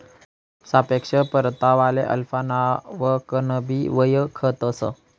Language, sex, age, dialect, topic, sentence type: Marathi, male, 18-24, Northern Konkan, banking, statement